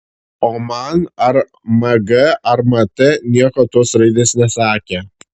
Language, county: Lithuanian, Šiauliai